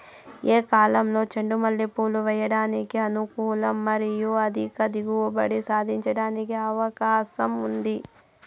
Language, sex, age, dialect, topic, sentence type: Telugu, female, 31-35, Southern, agriculture, question